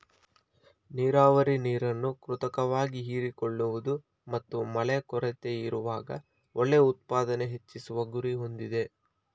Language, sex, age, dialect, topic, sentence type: Kannada, male, 25-30, Mysore Kannada, agriculture, statement